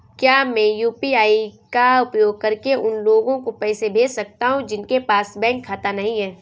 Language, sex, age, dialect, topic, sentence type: Hindi, female, 25-30, Kanauji Braj Bhasha, banking, question